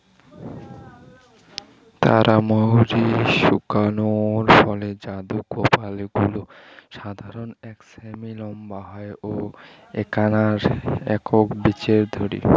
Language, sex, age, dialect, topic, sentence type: Bengali, male, 18-24, Rajbangshi, agriculture, statement